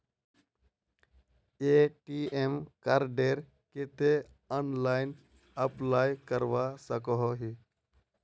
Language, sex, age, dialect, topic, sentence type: Magahi, male, 51-55, Northeastern/Surjapuri, banking, question